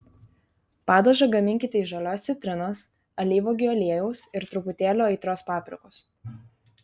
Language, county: Lithuanian, Vilnius